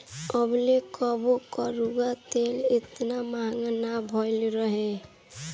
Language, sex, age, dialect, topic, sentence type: Bhojpuri, female, 18-24, Northern, agriculture, statement